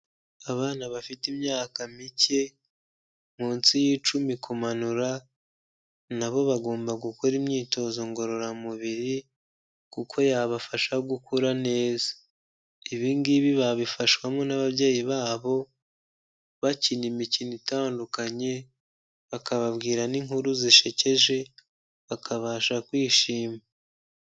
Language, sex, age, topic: Kinyarwanda, male, 18-24, health